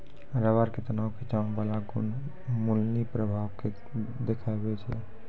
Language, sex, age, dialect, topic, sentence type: Maithili, female, 25-30, Angika, agriculture, statement